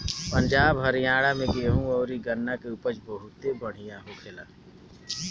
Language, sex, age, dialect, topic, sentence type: Bhojpuri, male, 60-100, Northern, agriculture, statement